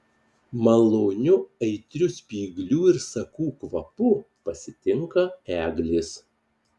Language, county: Lithuanian, Marijampolė